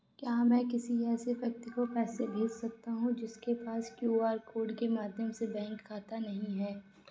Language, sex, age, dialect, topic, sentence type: Hindi, female, 25-30, Awadhi Bundeli, banking, question